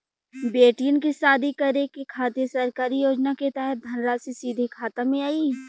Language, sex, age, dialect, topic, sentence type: Bhojpuri, female, 18-24, Western, banking, question